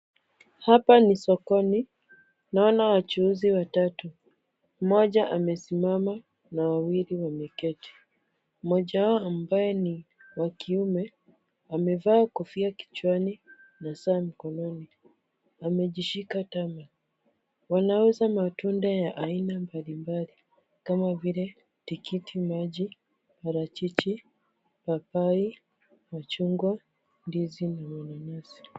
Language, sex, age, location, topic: Swahili, female, 25-35, Kisumu, finance